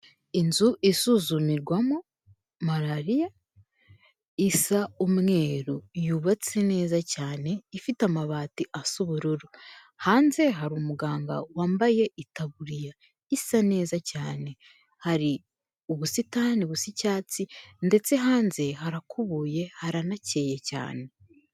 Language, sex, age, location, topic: Kinyarwanda, female, 25-35, Kigali, health